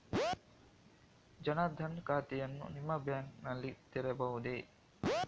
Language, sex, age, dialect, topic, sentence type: Kannada, male, 41-45, Coastal/Dakshin, banking, question